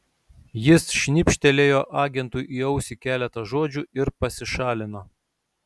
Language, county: Lithuanian, Šiauliai